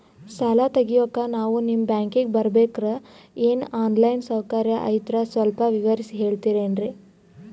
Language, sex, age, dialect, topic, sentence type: Kannada, female, 18-24, Northeastern, banking, question